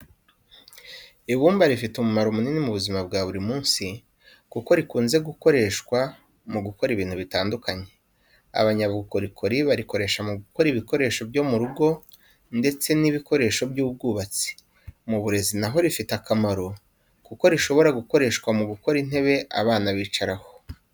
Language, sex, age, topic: Kinyarwanda, male, 25-35, education